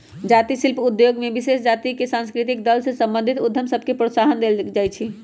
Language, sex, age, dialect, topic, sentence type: Magahi, male, 18-24, Western, banking, statement